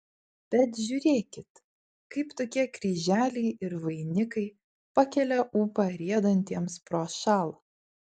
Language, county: Lithuanian, Vilnius